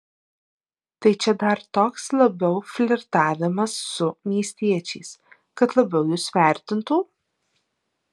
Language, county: Lithuanian, Alytus